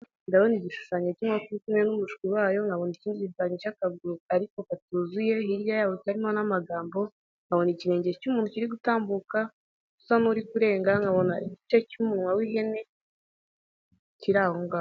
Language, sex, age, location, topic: Kinyarwanda, female, 18-24, Nyagatare, education